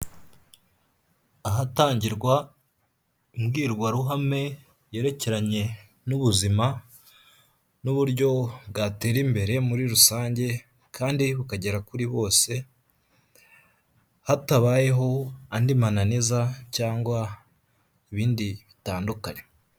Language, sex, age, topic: Kinyarwanda, male, 18-24, health